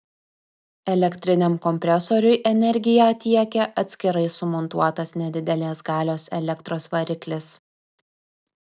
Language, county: Lithuanian, Vilnius